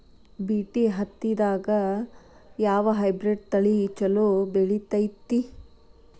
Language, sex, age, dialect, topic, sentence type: Kannada, female, 36-40, Dharwad Kannada, agriculture, question